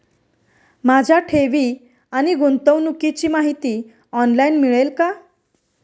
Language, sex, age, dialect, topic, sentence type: Marathi, female, 31-35, Standard Marathi, banking, question